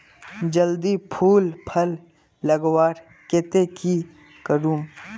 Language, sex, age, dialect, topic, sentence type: Magahi, male, 46-50, Northeastern/Surjapuri, agriculture, question